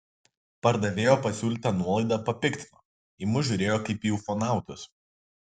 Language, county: Lithuanian, Kaunas